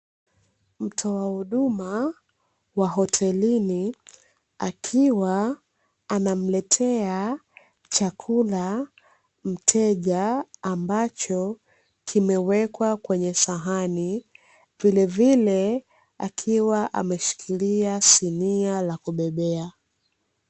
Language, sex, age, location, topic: Swahili, female, 18-24, Dar es Salaam, finance